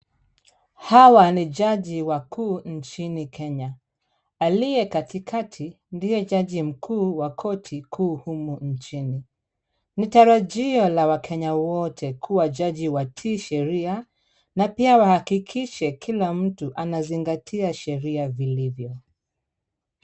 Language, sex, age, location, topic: Swahili, female, 36-49, Kisumu, government